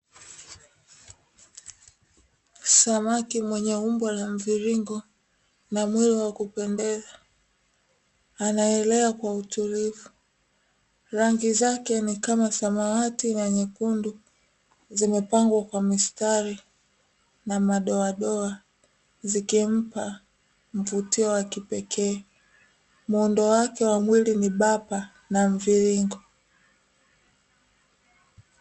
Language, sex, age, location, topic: Swahili, female, 18-24, Dar es Salaam, agriculture